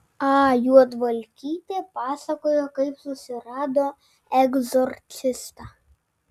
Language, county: Lithuanian, Vilnius